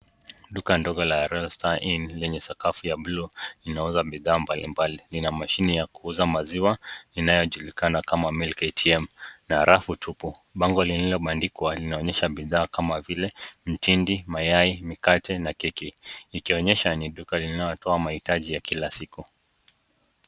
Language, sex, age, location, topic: Swahili, male, 25-35, Nakuru, finance